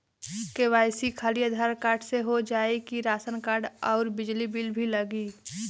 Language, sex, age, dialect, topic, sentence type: Bhojpuri, female, 18-24, Western, banking, question